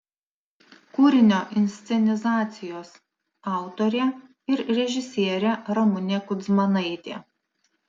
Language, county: Lithuanian, Alytus